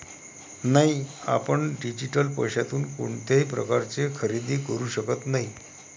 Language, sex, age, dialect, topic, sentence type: Marathi, male, 31-35, Varhadi, banking, statement